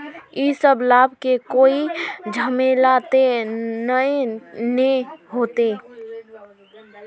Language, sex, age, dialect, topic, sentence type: Magahi, female, 56-60, Northeastern/Surjapuri, banking, question